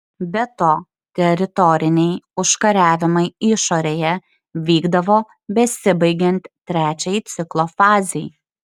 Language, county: Lithuanian, Šiauliai